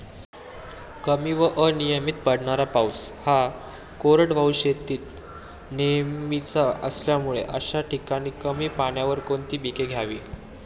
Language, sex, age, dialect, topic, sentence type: Marathi, male, 18-24, Standard Marathi, agriculture, question